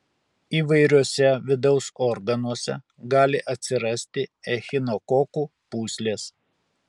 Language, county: Lithuanian, Kaunas